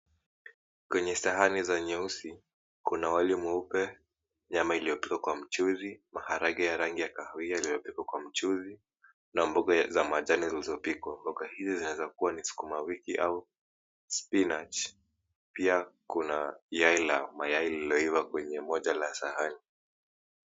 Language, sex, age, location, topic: Swahili, male, 18-24, Mombasa, agriculture